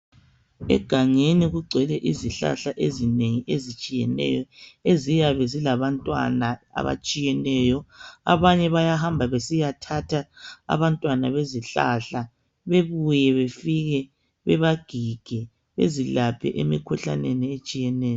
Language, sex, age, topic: North Ndebele, male, 36-49, health